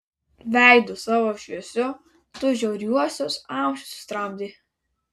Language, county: Lithuanian, Vilnius